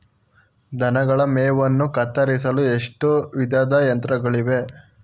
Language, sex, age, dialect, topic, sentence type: Kannada, male, 41-45, Mysore Kannada, agriculture, question